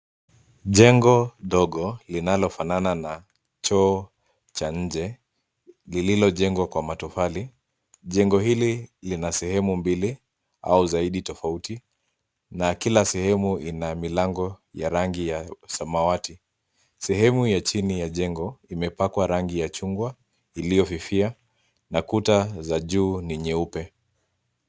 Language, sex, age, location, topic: Swahili, male, 25-35, Nairobi, health